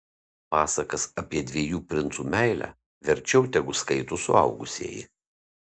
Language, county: Lithuanian, Kaunas